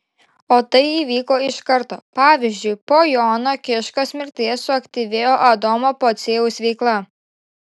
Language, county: Lithuanian, Šiauliai